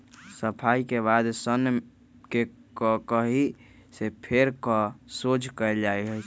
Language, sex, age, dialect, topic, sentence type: Magahi, male, 31-35, Western, agriculture, statement